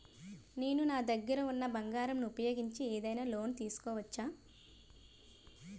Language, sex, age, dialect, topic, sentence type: Telugu, female, 25-30, Utterandhra, banking, question